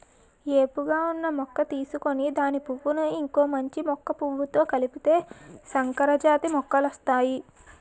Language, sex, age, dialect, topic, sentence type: Telugu, female, 18-24, Utterandhra, agriculture, statement